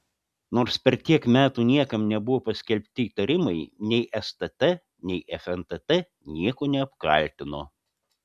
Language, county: Lithuanian, Panevėžys